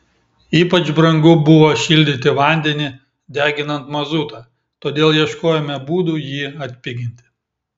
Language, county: Lithuanian, Klaipėda